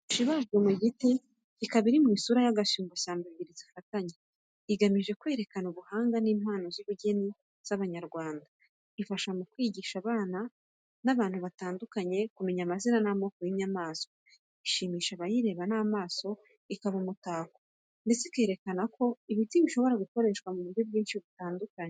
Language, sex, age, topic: Kinyarwanda, female, 25-35, education